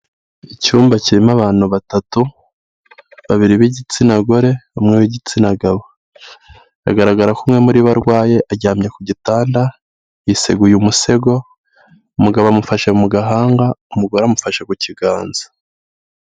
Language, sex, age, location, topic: Kinyarwanda, male, 25-35, Kigali, health